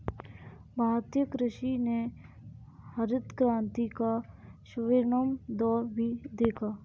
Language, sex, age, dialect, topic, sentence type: Hindi, female, 18-24, Kanauji Braj Bhasha, agriculture, statement